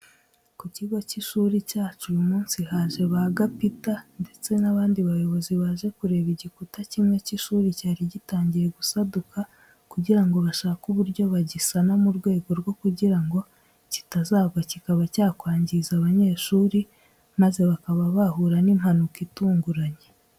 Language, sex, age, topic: Kinyarwanda, female, 18-24, education